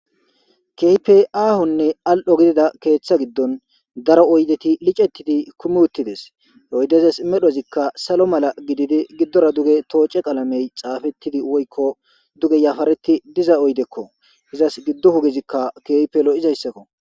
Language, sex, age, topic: Gamo, male, 18-24, government